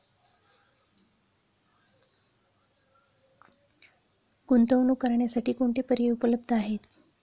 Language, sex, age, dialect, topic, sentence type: Marathi, female, 36-40, Standard Marathi, banking, question